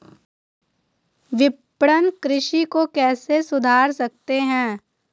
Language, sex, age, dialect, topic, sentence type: Hindi, female, 18-24, Hindustani Malvi Khadi Boli, agriculture, question